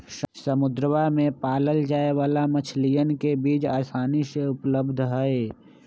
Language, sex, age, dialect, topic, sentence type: Magahi, male, 25-30, Western, agriculture, statement